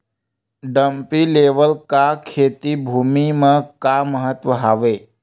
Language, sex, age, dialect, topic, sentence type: Chhattisgarhi, male, 25-30, Western/Budati/Khatahi, agriculture, question